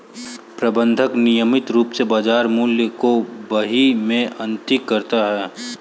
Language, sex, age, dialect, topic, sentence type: Hindi, male, 18-24, Kanauji Braj Bhasha, banking, statement